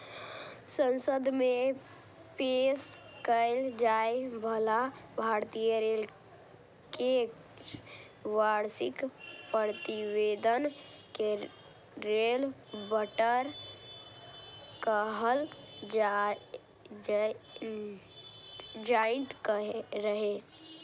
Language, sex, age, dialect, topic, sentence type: Maithili, female, 31-35, Eastern / Thethi, banking, statement